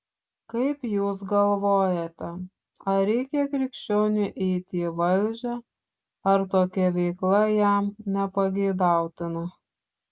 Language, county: Lithuanian, Šiauliai